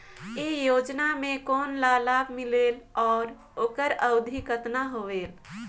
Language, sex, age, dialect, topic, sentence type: Chhattisgarhi, female, 25-30, Northern/Bhandar, banking, question